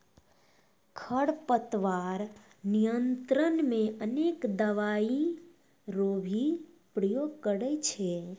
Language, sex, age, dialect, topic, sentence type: Maithili, female, 56-60, Angika, agriculture, statement